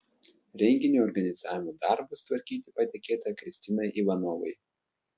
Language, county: Lithuanian, Telšiai